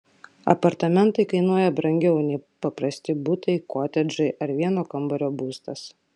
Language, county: Lithuanian, Klaipėda